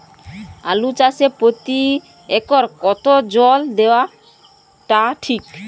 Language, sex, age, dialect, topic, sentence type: Bengali, female, 18-24, Rajbangshi, agriculture, question